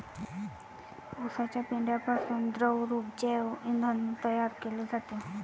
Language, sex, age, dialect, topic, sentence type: Marathi, female, 18-24, Varhadi, agriculture, statement